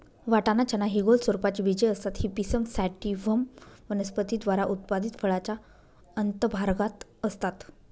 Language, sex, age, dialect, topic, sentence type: Marathi, female, 46-50, Northern Konkan, agriculture, statement